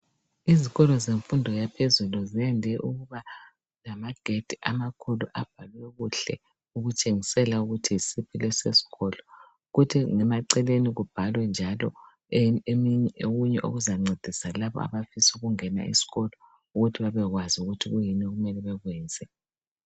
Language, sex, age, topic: North Ndebele, female, 25-35, education